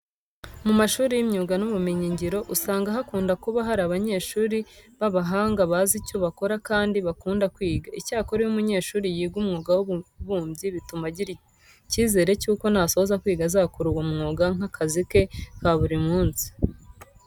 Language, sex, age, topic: Kinyarwanda, female, 25-35, education